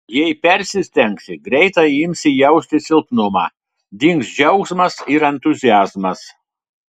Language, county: Lithuanian, Telšiai